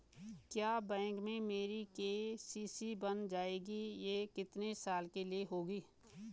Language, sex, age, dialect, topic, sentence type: Hindi, female, 18-24, Garhwali, banking, question